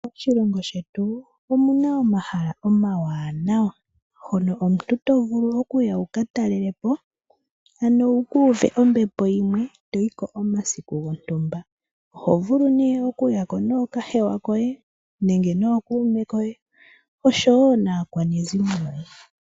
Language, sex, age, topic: Oshiwambo, male, 25-35, agriculture